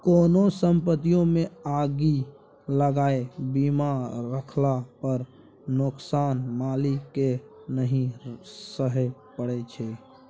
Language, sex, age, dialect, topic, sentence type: Maithili, male, 41-45, Bajjika, banking, statement